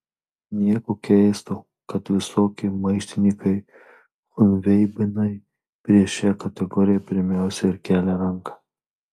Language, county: Lithuanian, Marijampolė